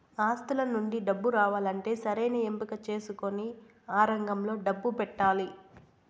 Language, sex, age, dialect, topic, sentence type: Telugu, female, 18-24, Southern, banking, statement